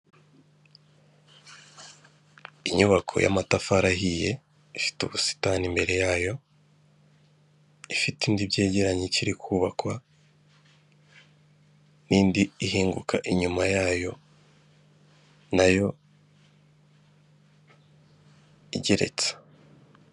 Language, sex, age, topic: Kinyarwanda, male, 25-35, finance